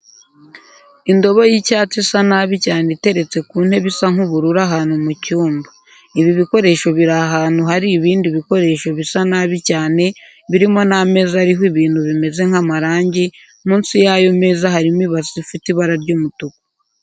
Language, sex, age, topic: Kinyarwanda, female, 25-35, education